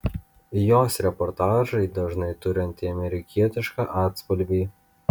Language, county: Lithuanian, Kaunas